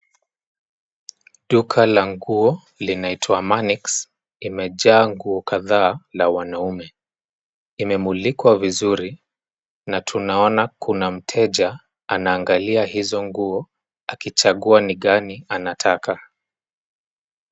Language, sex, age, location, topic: Swahili, male, 25-35, Nairobi, finance